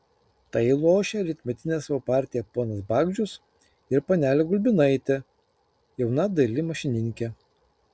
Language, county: Lithuanian, Kaunas